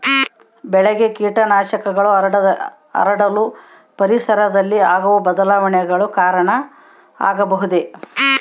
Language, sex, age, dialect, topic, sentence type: Kannada, female, 18-24, Central, agriculture, question